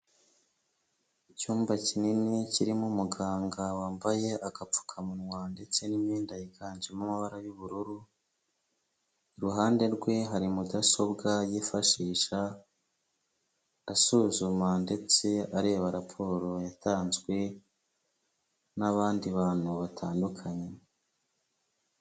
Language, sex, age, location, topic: Kinyarwanda, female, 25-35, Kigali, health